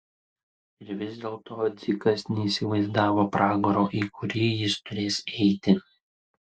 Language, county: Lithuanian, Utena